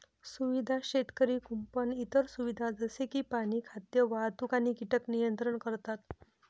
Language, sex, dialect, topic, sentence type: Marathi, female, Varhadi, agriculture, statement